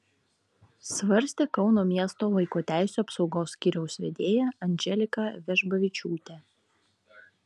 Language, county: Lithuanian, Klaipėda